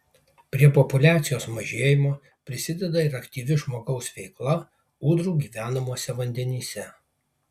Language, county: Lithuanian, Kaunas